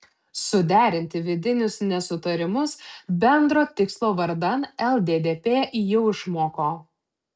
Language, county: Lithuanian, Utena